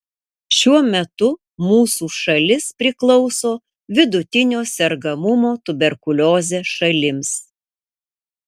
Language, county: Lithuanian, Panevėžys